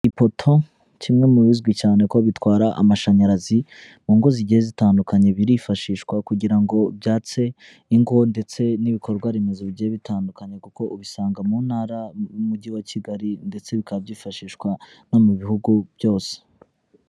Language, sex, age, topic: Kinyarwanda, male, 25-35, government